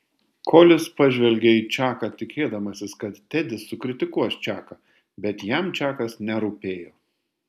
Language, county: Lithuanian, Panevėžys